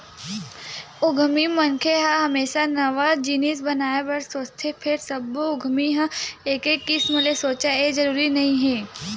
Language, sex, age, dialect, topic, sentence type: Chhattisgarhi, female, 18-24, Western/Budati/Khatahi, banking, statement